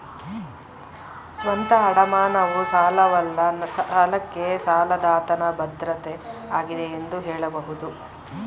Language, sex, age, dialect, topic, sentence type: Kannada, female, 36-40, Mysore Kannada, banking, statement